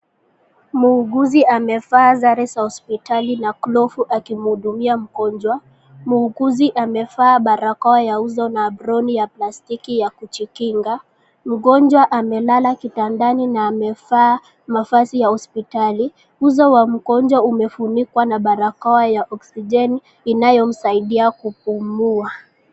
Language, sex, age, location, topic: Swahili, female, 18-24, Nakuru, health